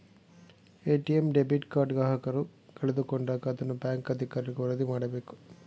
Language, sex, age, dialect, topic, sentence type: Kannada, male, 36-40, Mysore Kannada, banking, statement